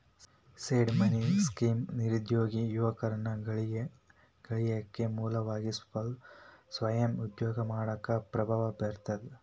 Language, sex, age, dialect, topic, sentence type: Kannada, male, 18-24, Dharwad Kannada, banking, statement